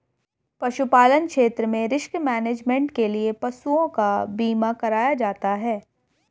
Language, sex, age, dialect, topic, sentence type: Hindi, female, 18-24, Hindustani Malvi Khadi Boli, agriculture, statement